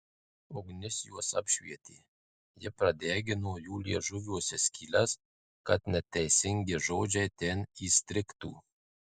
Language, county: Lithuanian, Marijampolė